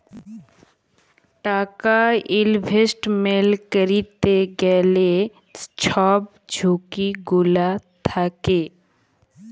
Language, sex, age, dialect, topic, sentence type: Bengali, female, 18-24, Jharkhandi, banking, statement